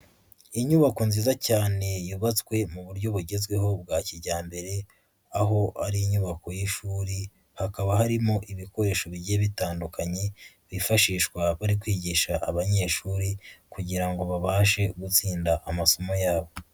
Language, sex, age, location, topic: Kinyarwanda, male, 25-35, Huye, education